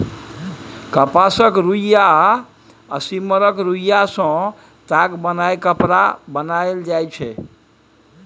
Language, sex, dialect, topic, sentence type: Maithili, male, Bajjika, agriculture, statement